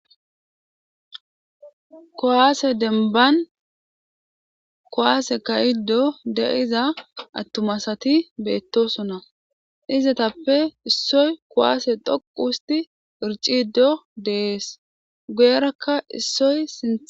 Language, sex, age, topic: Gamo, female, 25-35, government